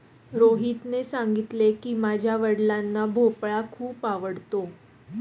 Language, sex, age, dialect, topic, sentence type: Marathi, female, 31-35, Standard Marathi, agriculture, statement